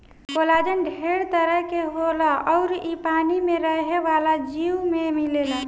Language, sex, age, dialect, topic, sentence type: Bhojpuri, female, 25-30, Southern / Standard, agriculture, statement